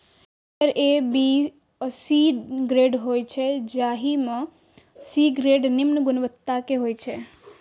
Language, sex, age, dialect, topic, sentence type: Maithili, female, 18-24, Eastern / Thethi, agriculture, statement